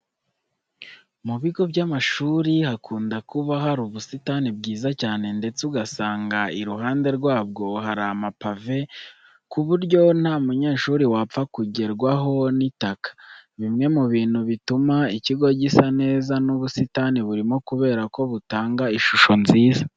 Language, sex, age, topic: Kinyarwanda, male, 18-24, education